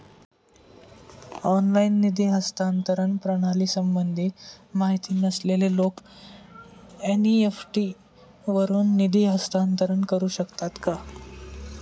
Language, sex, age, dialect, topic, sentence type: Marathi, male, 18-24, Standard Marathi, banking, question